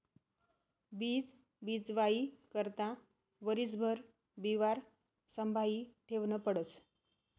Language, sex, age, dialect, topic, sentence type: Marathi, female, 36-40, Northern Konkan, agriculture, statement